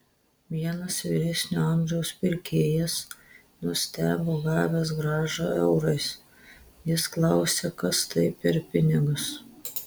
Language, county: Lithuanian, Telšiai